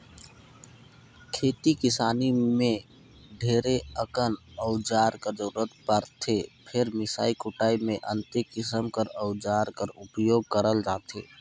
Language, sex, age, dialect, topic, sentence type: Chhattisgarhi, male, 18-24, Northern/Bhandar, agriculture, statement